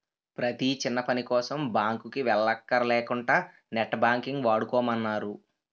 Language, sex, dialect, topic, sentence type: Telugu, male, Utterandhra, banking, statement